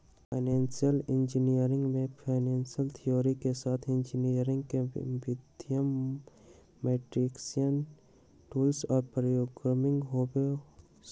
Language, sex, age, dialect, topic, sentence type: Magahi, male, 60-100, Western, banking, statement